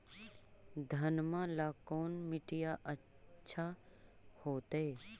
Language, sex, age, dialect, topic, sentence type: Magahi, female, 25-30, Central/Standard, agriculture, question